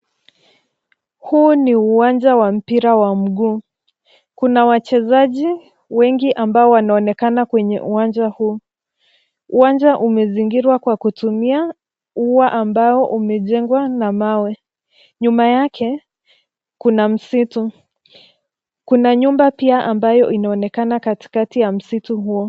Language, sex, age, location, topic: Swahili, female, 25-35, Nairobi, education